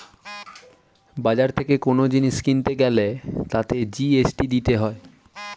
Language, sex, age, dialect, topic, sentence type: Bengali, male, 18-24, Western, banking, statement